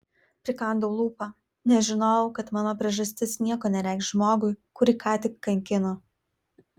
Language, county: Lithuanian, Vilnius